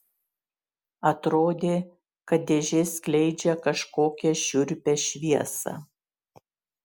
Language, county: Lithuanian, Šiauliai